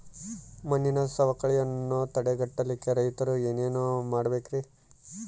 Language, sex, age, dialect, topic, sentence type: Kannada, male, 31-35, Central, agriculture, question